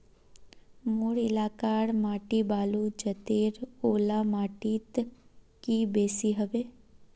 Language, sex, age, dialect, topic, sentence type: Magahi, female, 36-40, Northeastern/Surjapuri, agriculture, question